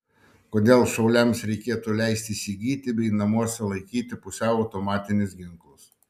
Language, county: Lithuanian, Šiauliai